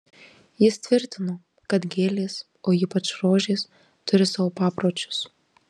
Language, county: Lithuanian, Marijampolė